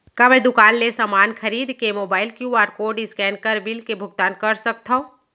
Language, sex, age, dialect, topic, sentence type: Chhattisgarhi, female, 36-40, Central, banking, question